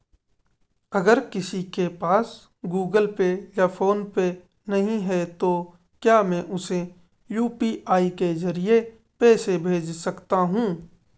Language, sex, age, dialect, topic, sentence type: Hindi, male, 18-24, Marwari Dhudhari, banking, question